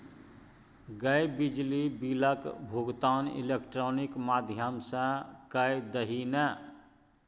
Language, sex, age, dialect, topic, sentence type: Maithili, male, 46-50, Bajjika, banking, statement